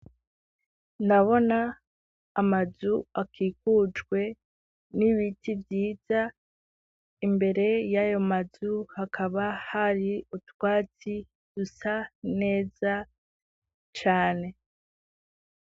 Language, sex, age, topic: Rundi, female, 18-24, education